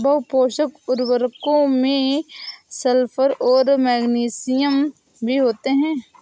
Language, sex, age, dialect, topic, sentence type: Hindi, female, 46-50, Awadhi Bundeli, agriculture, statement